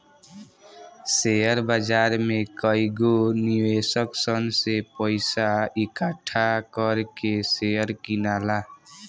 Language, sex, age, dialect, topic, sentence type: Bhojpuri, male, <18, Southern / Standard, banking, statement